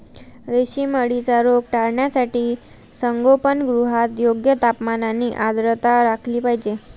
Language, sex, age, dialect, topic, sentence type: Marathi, female, 18-24, Northern Konkan, agriculture, statement